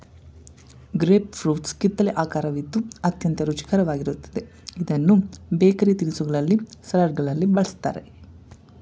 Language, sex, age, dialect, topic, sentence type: Kannada, male, 18-24, Mysore Kannada, agriculture, statement